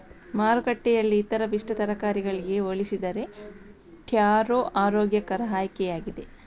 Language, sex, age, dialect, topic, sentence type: Kannada, female, 60-100, Coastal/Dakshin, agriculture, statement